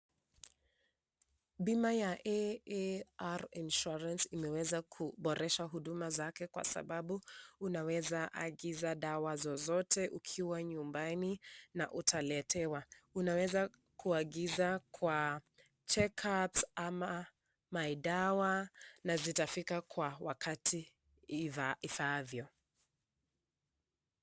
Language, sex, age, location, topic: Swahili, female, 25-35, Nakuru, finance